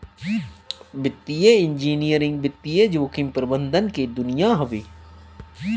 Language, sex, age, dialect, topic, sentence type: Bhojpuri, male, 31-35, Northern, banking, statement